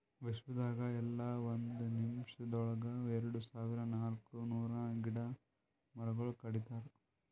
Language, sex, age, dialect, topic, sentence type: Kannada, male, 18-24, Northeastern, agriculture, statement